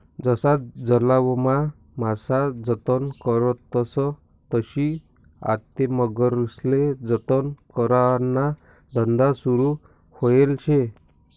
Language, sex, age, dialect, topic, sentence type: Marathi, male, 60-100, Northern Konkan, agriculture, statement